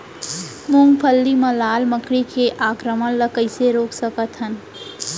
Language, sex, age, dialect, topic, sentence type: Chhattisgarhi, male, 60-100, Central, agriculture, question